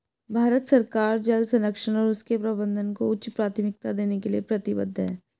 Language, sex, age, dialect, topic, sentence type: Hindi, female, 18-24, Hindustani Malvi Khadi Boli, agriculture, statement